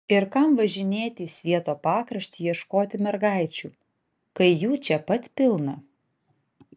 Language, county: Lithuanian, Vilnius